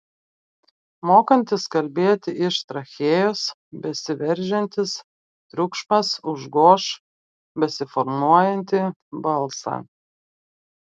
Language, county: Lithuanian, Klaipėda